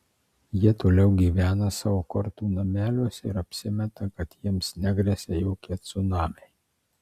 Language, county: Lithuanian, Marijampolė